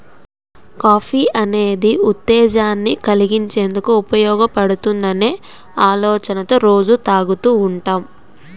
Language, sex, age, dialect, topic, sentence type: Telugu, female, 18-24, Central/Coastal, agriculture, statement